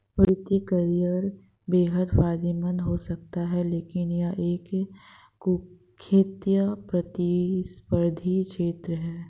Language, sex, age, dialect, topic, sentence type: Hindi, female, 25-30, Hindustani Malvi Khadi Boli, banking, statement